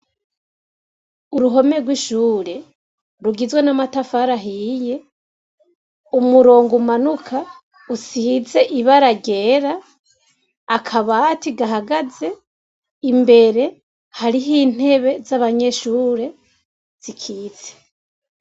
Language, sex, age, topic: Rundi, female, 25-35, education